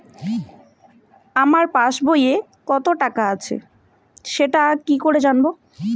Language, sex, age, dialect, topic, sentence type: Bengali, female, 18-24, Rajbangshi, banking, question